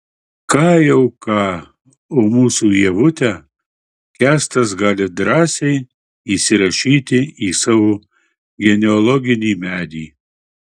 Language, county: Lithuanian, Marijampolė